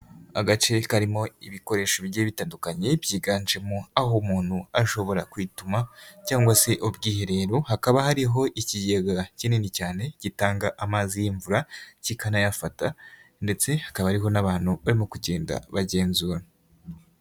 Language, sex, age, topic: Kinyarwanda, female, 18-24, education